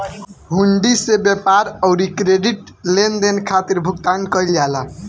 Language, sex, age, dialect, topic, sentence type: Bhojpuri, female, 18-24, Northern, banking, statement